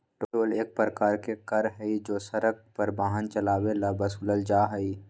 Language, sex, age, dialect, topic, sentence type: Magahi, male, 25-30, Western, banking, statement